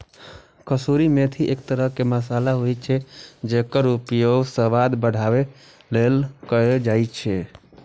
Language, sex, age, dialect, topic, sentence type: Maithili, male, 25-30, Eastern / Thethi, agriculture, statement